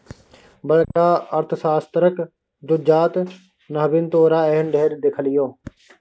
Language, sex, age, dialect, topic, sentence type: Maithili, male, 18-24, Bajjika, banking, statement